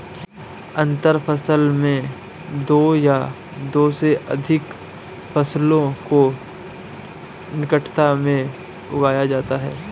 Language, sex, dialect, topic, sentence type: Hindi, male, Marwari Dhudhari, agriculture, statement